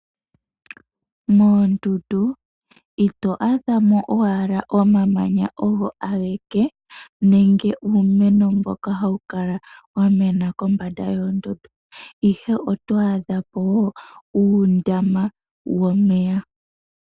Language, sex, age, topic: Oshiwambo, female, 18-24, agriculture